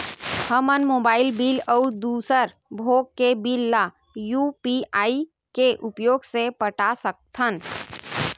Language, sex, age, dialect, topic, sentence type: Chhattisgarhi, female, 18-24, Western/Budati/Khatahi, banking, statement